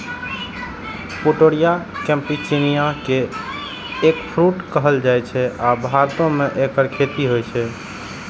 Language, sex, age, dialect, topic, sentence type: Maithili, male, 31-35, Eastern / Thethi, agriculture, statement